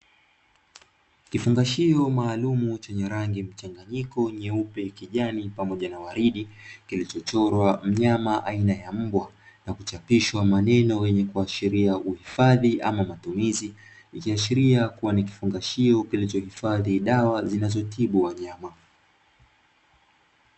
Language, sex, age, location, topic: Swahili, male, 25-35, Dar es Salaam, agriculture